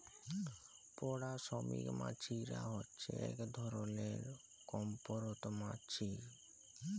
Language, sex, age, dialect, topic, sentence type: Bengali, male, 18-24, Jharkhandi, agriculture, statement